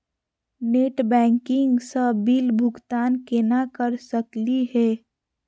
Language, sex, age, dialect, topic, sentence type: Magahi, female, 41-45, Southern, banking, question